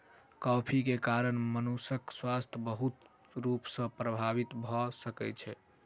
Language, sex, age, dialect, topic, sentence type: Maithili, male, 18-24, Southern/Standard, agriculture, statement